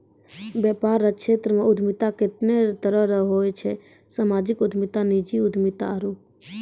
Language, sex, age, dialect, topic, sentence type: Maithili, female, 36-40, Angika, banking, statement